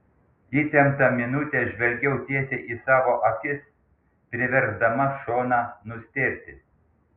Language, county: Lithuanian, Panevėžys